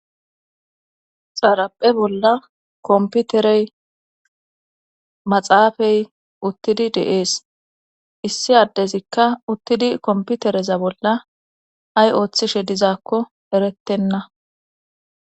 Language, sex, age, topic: Gamo, female, 25-35, government